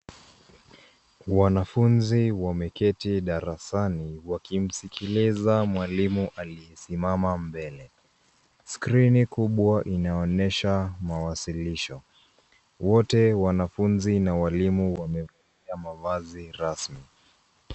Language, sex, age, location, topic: Swahili, female, 18-24, Nairobi, education